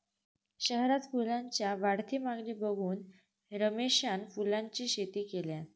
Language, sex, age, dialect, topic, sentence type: Marathi, female, 18-24, Southern Konkan, agriculture, statement